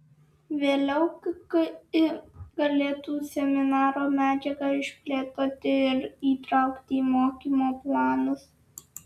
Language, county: Lithuanian, Alytus